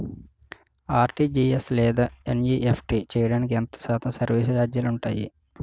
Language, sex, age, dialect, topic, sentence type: Telugu, male, 25-30, Utterandhra, banking, question